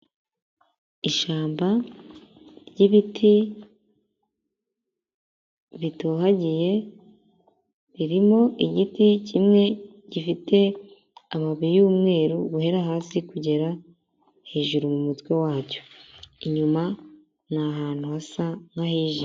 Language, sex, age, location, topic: Kinyarwanda, female, 18-24, Huye, health